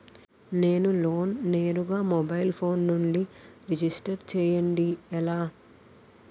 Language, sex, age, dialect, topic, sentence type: Telugu, female, 18-24, Utterandhra, banking, question